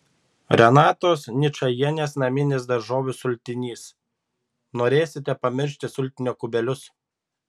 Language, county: Lithuanian, Šiauliai